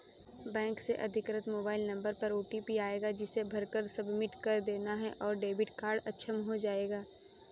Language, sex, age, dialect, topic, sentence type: Hindi, female, 25-30, Kanauji Braj Bhasha, banking, statement